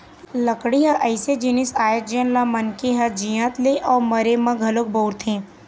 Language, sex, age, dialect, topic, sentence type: Chhattisgarhi, female, 18-24, Eastern, agriculture, statement